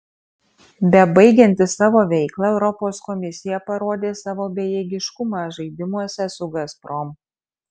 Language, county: Lithuanian, Marijampolė